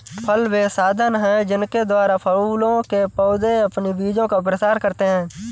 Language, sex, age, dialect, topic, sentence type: Hindi, male, 18-24, Awadhi Bundeli, agriculture, statement